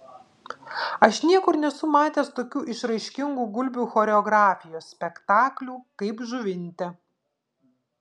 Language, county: Lithuanian, Vilnius